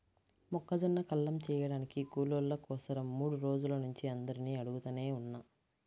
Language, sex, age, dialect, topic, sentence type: Telugu, female, 18-24, Central/Coastal, agriculture, statement